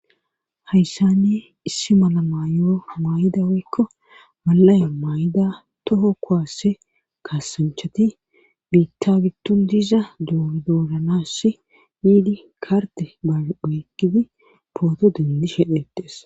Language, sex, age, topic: Gamo, female, 36-49, government